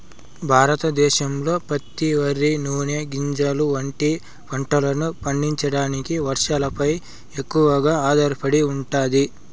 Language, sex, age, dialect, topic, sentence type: Telugu, male, 56-60, Southern, agriculture, statement